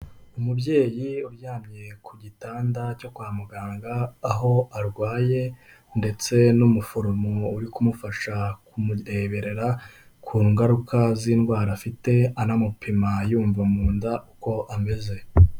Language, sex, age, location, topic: Kinyarwanda, male, 18-24, Kigali, health